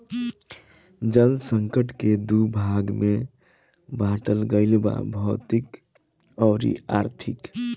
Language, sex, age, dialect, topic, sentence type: Bhojpuri, male, 25-30, Southern / Standard, agriculture, statement